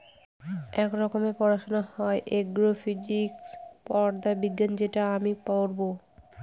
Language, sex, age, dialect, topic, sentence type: Bengali, female, 25-30, Northern/Varendri, agriculture, statement